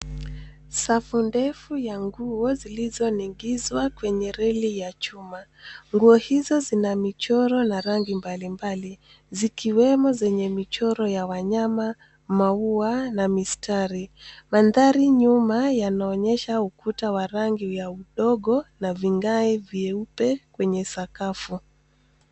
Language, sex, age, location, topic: Swahili, female, 25-35, Nairobi, finance